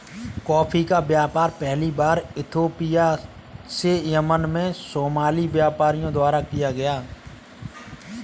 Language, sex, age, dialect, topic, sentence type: Hindi, male, 25-30, Kanauji Braj Bhasha, agriculture, statement